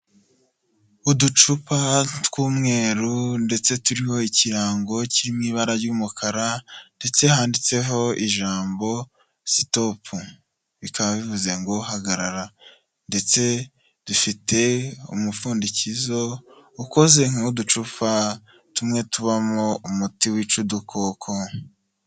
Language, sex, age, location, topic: Kinyarwanda, male, 25-35, Huye, health